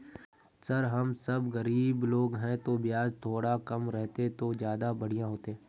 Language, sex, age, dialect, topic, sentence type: Magahi, male, 56-60, Northeastern/Surjapuri, banking, question